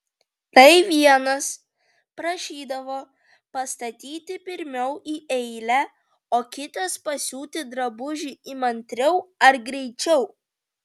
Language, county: Lithuanian, Vilnius